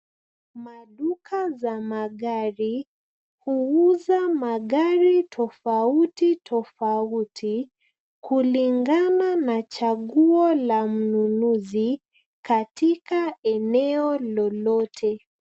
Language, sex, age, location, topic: Swahili, female, 25-35, Nairobi, finance